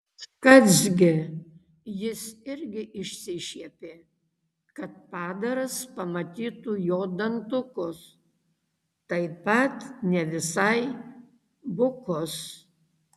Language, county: Lithuanian, Kaunas